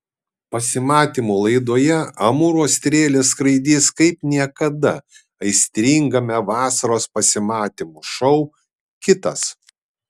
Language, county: Lithuanian, Kaunas